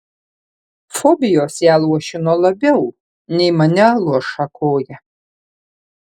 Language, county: Lithuanian, Panevėžys